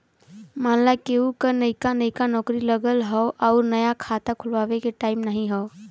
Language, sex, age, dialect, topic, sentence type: Bhojpuri, female, 18-24, Western, banking, statement